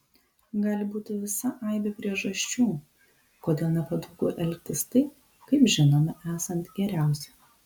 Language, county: Lithuanian, Kaunas